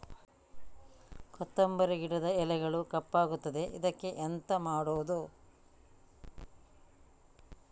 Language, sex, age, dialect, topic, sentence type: Kannada, female, 51-55, Coastal/Dakshin, agriculture, question